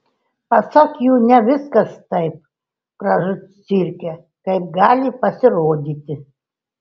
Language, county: Lithuanian, Telšiai